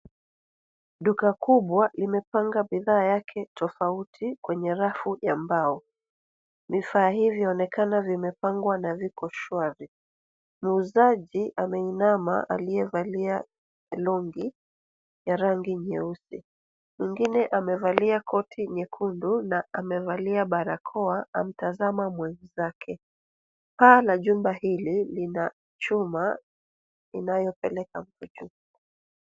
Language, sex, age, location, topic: Swahili, female, 36-49, Nairobi, finance